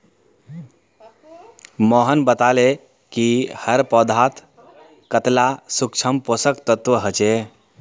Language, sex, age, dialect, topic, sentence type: Magahi, male, 31-35, Northeastern/Surjapuri, agriculture, statement